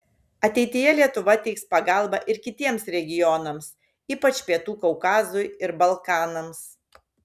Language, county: Lithuanian, Šiauliai